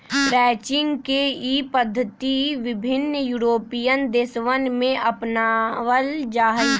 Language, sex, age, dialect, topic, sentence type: Magahi, male, 18-24, Western, agriculture, statement